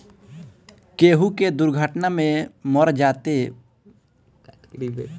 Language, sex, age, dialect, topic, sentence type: Bhojpuri, male, <18, Northern, banking, statement